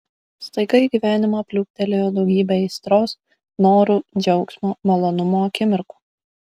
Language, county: Lithuanian, Kaunas